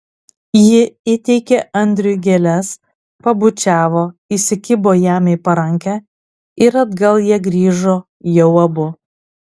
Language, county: Lithuanian, Klaipėda